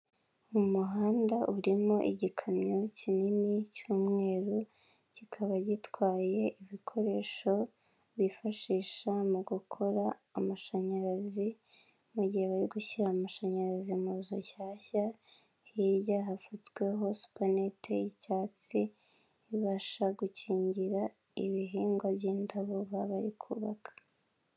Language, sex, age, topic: Kinyarwanda, female, 18-24, government